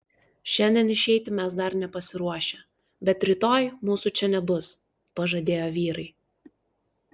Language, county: Lithuanian, Klaipėda